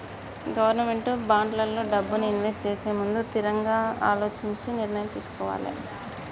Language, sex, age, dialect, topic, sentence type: Telugu, female, 25-30, Telangana, banking, statement